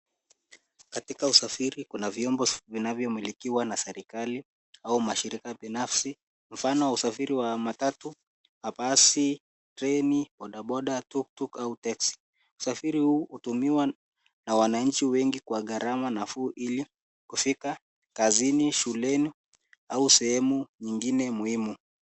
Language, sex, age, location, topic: Swahili, male, 18-24, Nairobi, government